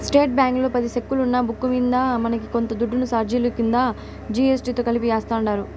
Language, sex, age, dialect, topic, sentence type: Telugu, female, 18-24, Southern, banking, statement